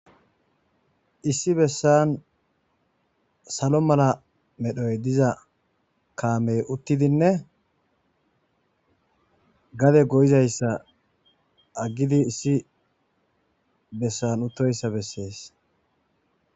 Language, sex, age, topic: Gamo, male, 25-35, agriculture